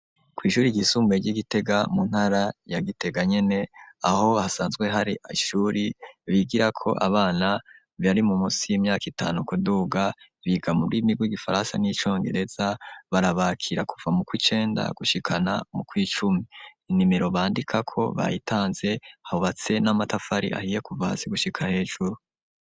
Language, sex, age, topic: Rundi, male, 25-35, education